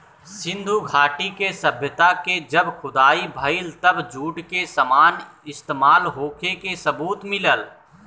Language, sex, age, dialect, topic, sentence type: Bhojpuri, male, 31-35, Southern / Standard, agriculture, statement